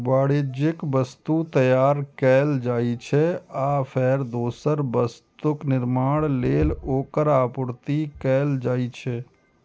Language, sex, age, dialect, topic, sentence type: Maithili, male, 36-40, Eastern / Thethi, banking, statement